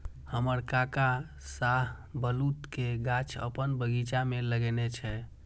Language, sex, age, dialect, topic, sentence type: Maithili, female, 31-35, Eastern / Thethi, agriculture, statement